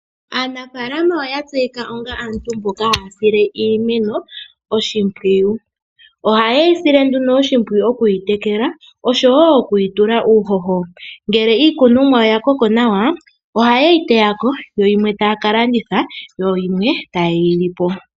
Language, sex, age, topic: Oshiwambo, female, 18-24, agriculture